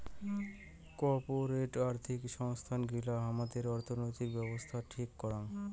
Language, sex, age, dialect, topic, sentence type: Bengali, male, 18-24, Rajbangshi, banking, statement